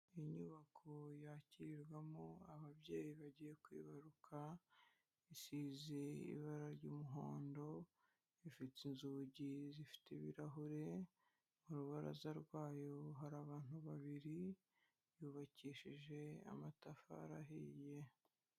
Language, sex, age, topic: Kinyarwanda, female, 25-35, health